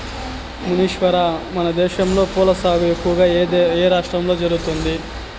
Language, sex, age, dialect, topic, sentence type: Telugu, male, 25-30, Southern, agriculture, statement